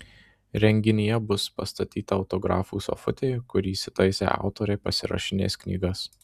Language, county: Lithuanian, Marijampolė